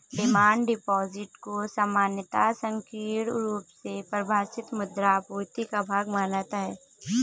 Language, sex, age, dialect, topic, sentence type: Hindi, female, 18-24, Kanauji Braj Bhasha, banking, statement